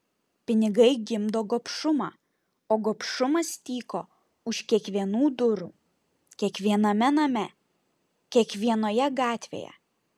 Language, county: Lithuanian, Šiauliai